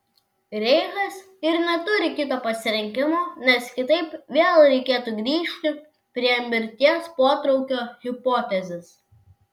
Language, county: Lithuanian, Vilnius